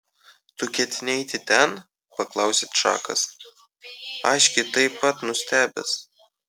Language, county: Lithuanian, Kaunas